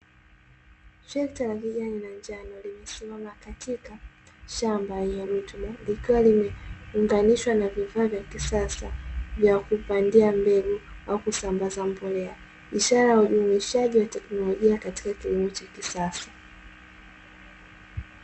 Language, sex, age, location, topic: Swahili, female, 18-24, Dar es Salaam, agriculture